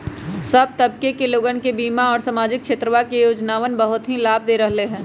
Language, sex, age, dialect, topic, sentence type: Magahi, female, 25-30, Western, banking, statement